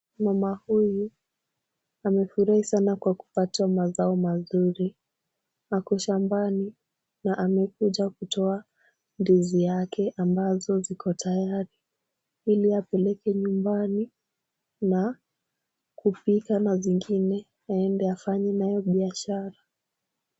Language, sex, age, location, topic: Swahili, female, 36-49, Kisumu, agriculture